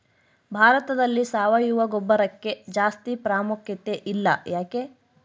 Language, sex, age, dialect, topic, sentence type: Kannada, female, 60-100, Central, agriculture, question